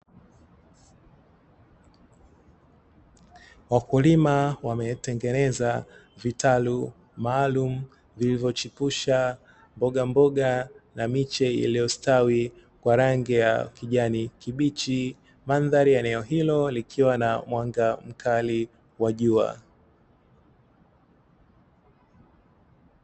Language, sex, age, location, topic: Swahili, male, 36-49, Dar es Salaam, agriculture